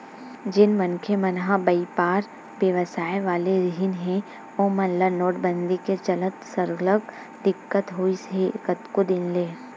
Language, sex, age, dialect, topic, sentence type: Chhattisgarhi, female, 18-24, Western/Budati/Khatahi, banking, statement